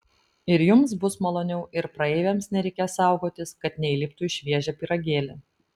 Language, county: Lithuanian, Vilnius